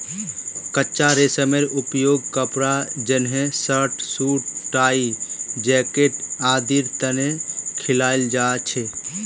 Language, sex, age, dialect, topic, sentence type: Magahi, male, 25-30, Northeastern/Surjapuri, agriculture, statement